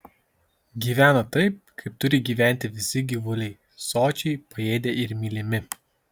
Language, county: Lithuanian, Kaunas